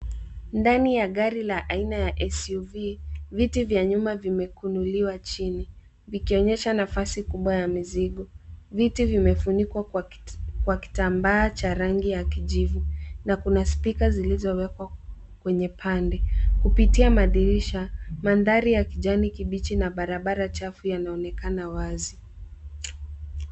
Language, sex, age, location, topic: Swahili, female, 18-24, Nairobi, finance